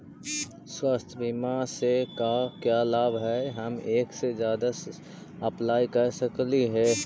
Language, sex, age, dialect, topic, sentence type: Magahi, male, 25-30, Central/Standard, banking, question